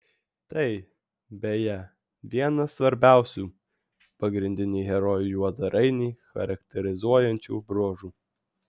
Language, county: Lithuanian, Vilnius